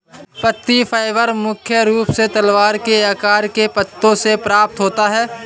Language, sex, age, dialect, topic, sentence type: Hindi, male, 51-55, Awadhi Bundeli, agriculture, statement